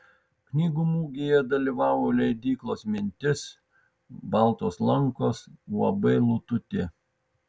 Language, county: Lithuanian, Vilnius